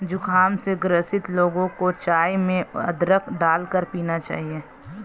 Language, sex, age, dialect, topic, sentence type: Hindi, female, 25-30, Hindustani Malvi Khadi Boli, agriculture, statement